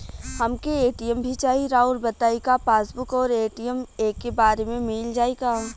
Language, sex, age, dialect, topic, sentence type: Bhojpuri, female, <18, Western, banking, question